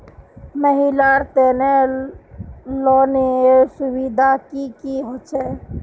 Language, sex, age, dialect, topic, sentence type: Magahi, female, 18-24, Northeastern/Surjapuri, banking, question